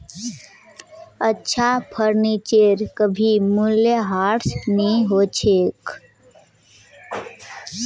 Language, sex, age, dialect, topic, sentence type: Magahi, female, 18-24, Northeastern/Surjapuri, banking, statement